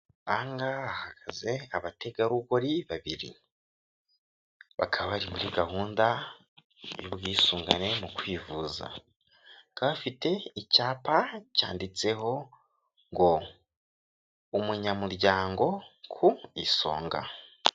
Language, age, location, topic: Kinyarwanda, 18-24, Kigali, finance